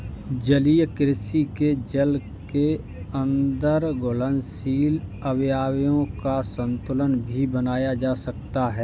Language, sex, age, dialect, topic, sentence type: Hindi, male, 25-30, Kanauji Braj Bhasha, agriculture, statement